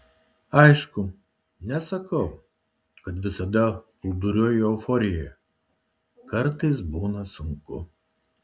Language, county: Lithuanian, Šiauliai